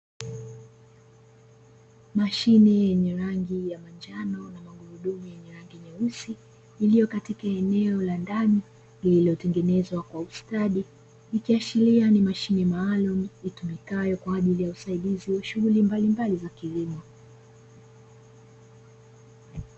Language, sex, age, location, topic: Swahili, female, 25-35, Dar es Salaam, agriculture